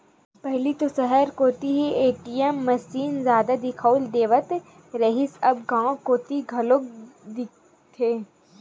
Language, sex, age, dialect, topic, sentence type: Chhattisgarhi, female, 18-24, Western/Budati/Khatahi, banking, statement